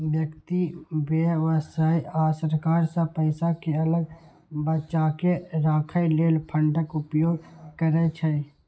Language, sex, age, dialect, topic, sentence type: Maithili, male, 18-24, Eastern / Thethi, banking, statement